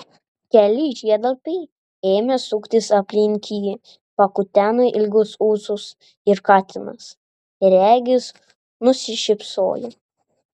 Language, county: Lithuanian, Panevėžys